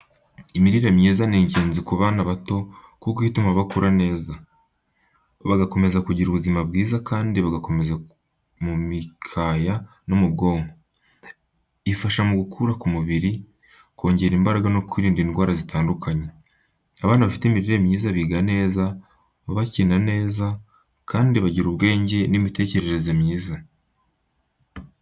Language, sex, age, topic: Kinyarwanda, male, 18-24, education